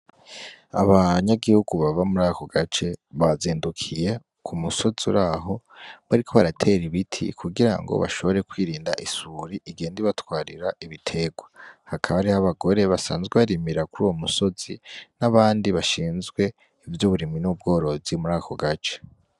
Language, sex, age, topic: Rundi, female, 18-24, agriculture